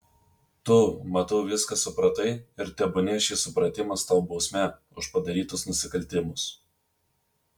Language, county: Lithuanian, Vilnius